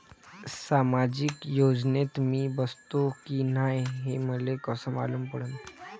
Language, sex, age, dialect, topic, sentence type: Marathi, female, 46-50, Varhadi, banking, question